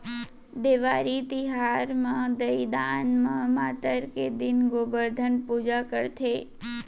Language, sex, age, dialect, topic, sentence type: Chhattisgarhi, female, 18-24, Central, agriculture, statement